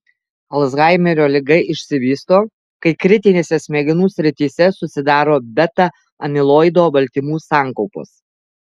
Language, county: Lithuanian, Alytus